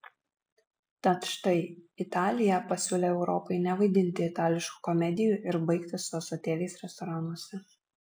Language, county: Lithuanian, Vilnius